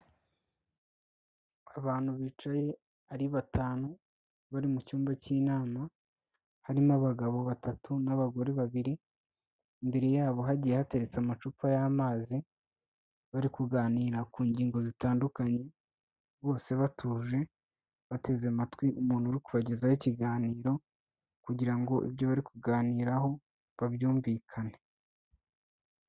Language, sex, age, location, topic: Kinyarwanda, male, 18-24, Kigali, health